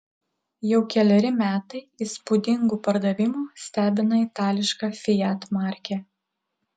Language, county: Lithuanian, Utena